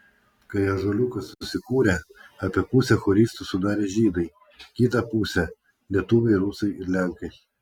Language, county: Lithuanian, Klaipėda